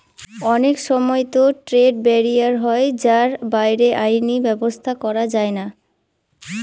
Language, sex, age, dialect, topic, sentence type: Bengali, female, 18-24, Northern/Varendri, banking, statement